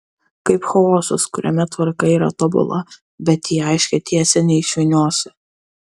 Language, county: Lithuanian, Kaunas